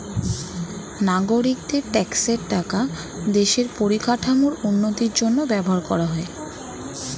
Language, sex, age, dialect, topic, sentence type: Bengali, female, 18-24, Standard Colloquial, banking, statement